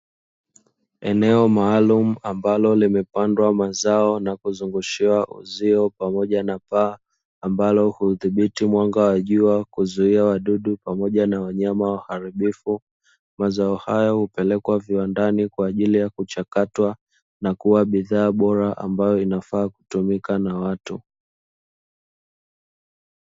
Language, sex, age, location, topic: Swahili, male, 18-24, Dar es Salaam, agriculture